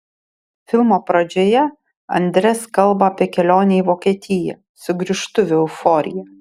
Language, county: Lithuanian, Šiauliai